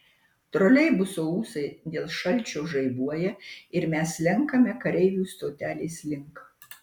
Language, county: Lithuanian, Marijampolė